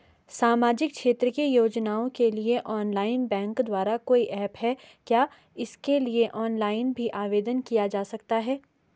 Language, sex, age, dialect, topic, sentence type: Hindi, female, 25-30, Garhwali, banking, question